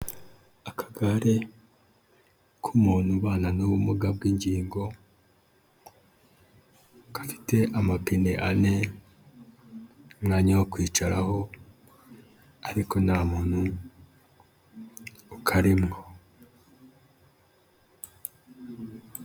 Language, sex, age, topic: Kinyarwanda, male, 25-35, health